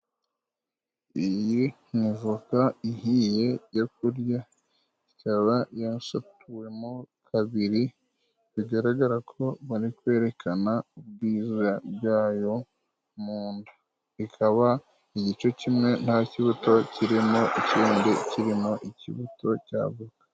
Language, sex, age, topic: Kinyarwanda, male, 25-35, agriculture